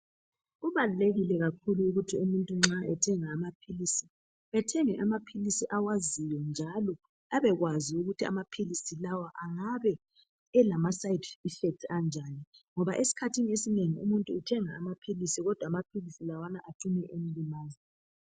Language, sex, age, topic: North Ndebele, female, 36-49, health